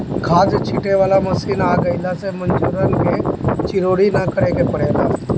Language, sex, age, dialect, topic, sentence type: Bhojpuri, male, 31-35, Northern, agriculture, statement